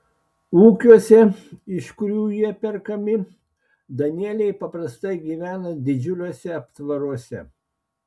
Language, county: Lithuanian, Klaipėda